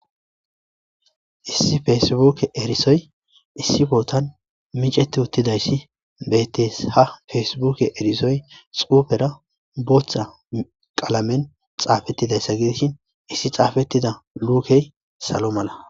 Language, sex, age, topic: Gamo, male, 25-35, government